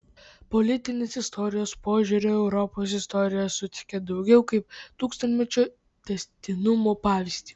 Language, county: Lithuanian, Vilnius